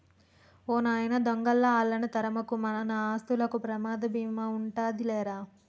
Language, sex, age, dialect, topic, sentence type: Telugu, female, 25-30, Telangana, banking, statement